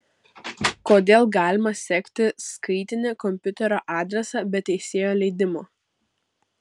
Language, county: Lithuanian, Vilnius